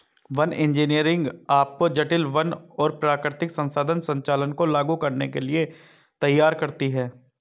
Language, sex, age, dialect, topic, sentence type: Hindi, male, 25-30, Hindustani Malvi Khadi Boli, agriculture, statement